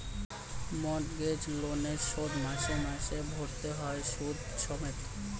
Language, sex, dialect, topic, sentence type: Bengali, male, Standard Colloquial, banking, statement